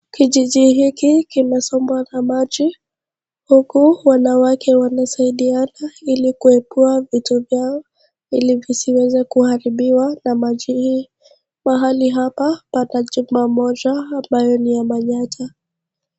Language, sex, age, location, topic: Swahili, female, 25-35, Kisii, health